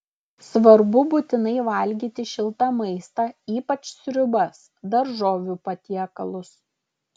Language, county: Lithuanian, Klaipėda